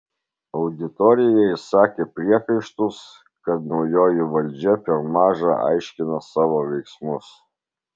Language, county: Lithuanian, Vilnius